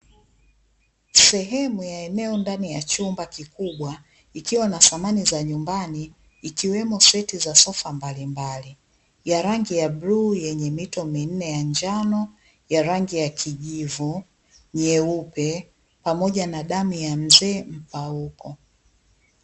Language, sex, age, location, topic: Swahili, female, 25-35, Dar es Salaam, finance